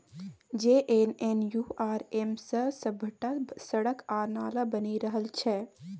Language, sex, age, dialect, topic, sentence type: Maithili, female, 18-24, Bajjika, banking, statement